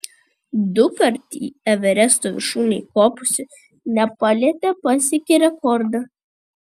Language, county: Lithuanian, Vilnius